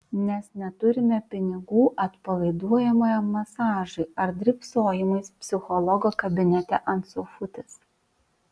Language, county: Lithuanian, Vilnius